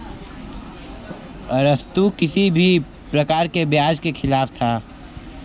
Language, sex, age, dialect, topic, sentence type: Hindi, male, 25-30, Kanauji Braj Bhasha, banking, statement